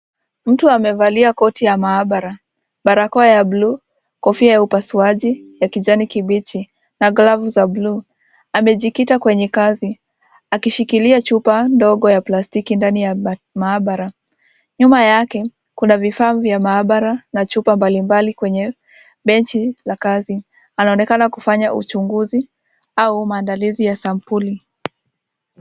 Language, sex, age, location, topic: Swahili, female, 18-24, Nakuru, agriculture